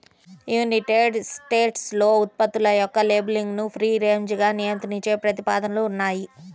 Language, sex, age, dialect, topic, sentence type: Telugu, female, 31-35, Central/Coastal, agriculture, statement